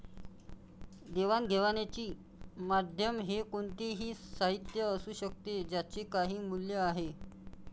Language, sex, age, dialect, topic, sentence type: Marathi, male, 25-30, Varhadi, banking, statement